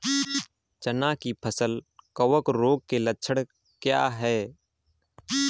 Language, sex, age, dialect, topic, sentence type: Hindi, male, 18-24, Awadhi Bundeli, agriculture, question